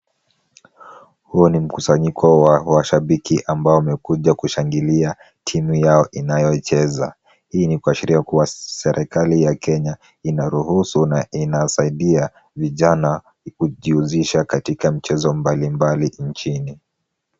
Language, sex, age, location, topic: Swahili, male, 18-24, Kisumu, government